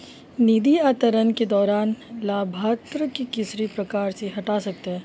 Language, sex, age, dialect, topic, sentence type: Hindi, female, 25-30, Marwari Dhudhari, banking, question